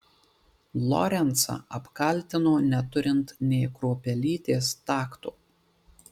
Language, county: Lithuanian, Marijampolė